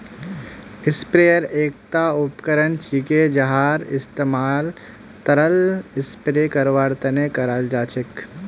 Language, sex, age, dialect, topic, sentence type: Magahi, male, 25-30, Northeastern/Surjapuri, agriculture, statement